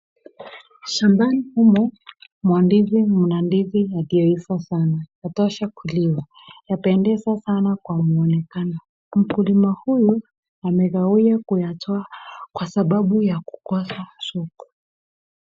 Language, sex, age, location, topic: Swahili, female, 25-35, Nakuru, agriculture